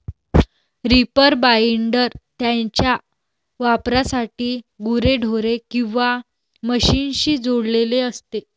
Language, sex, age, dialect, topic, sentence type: Marathi, female, 18-24, Varhadi, agriculture, statement